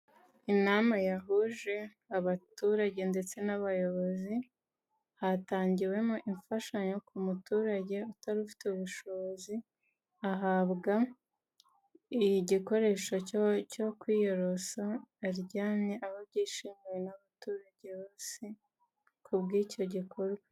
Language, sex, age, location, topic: Kinyarwanda, female, 25-35, Kigali, health